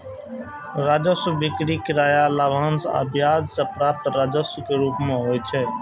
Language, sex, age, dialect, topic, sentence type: Maithili, male, 18-24, Eastern / Thethi, banking, statement